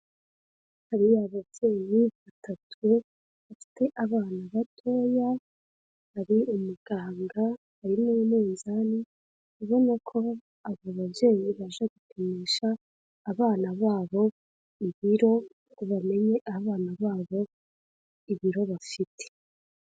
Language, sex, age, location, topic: Kinyarwanda, female, 25-35, Kigali, health